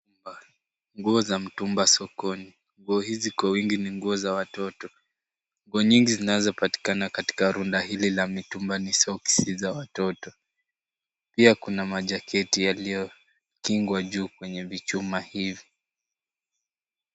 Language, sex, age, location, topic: Swahili, male, 18-24, Kisumu, finance